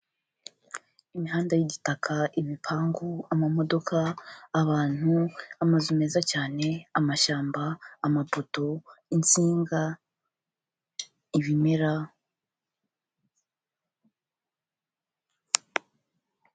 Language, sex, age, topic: Kinyarwanda, female, 18-24, government